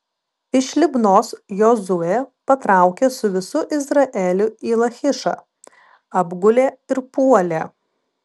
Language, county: Lithuanian, Vilnius